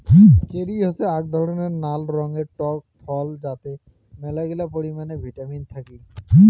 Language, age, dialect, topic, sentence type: Bengali, 18-24, Rajbangshi, agriculture, statement